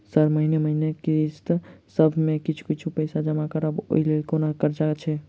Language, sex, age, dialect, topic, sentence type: Maithili, male, 18-24, Southern/Standard, banking, question